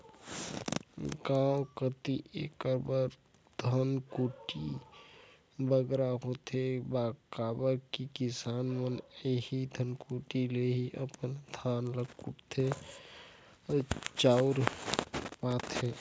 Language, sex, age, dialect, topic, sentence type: Chhattisgarhi, male, 18-24, Northern/Bhandar, agriculture, statement